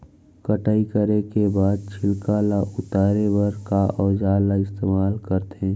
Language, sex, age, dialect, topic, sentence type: Chhattisgarhi, male, 18-24, Central, agriculture, question